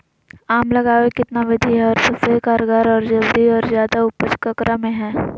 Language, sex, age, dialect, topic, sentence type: Magahi, female, 18-24, Southern, agriculture, question